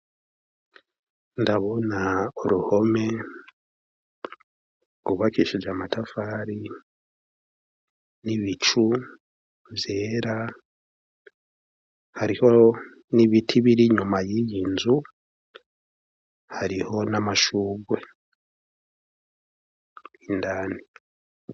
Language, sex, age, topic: Rundi, male, 18-24, education